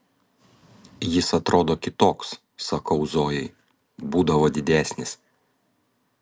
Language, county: Lithuanian, Panevėžys